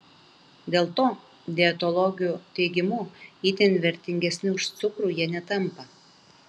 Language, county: Lithuanian, Kaunas